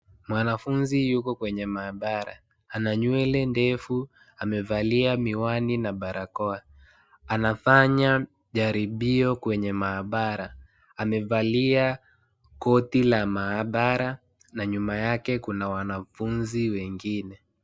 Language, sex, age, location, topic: Swahili, male, 18-24, Wajir, health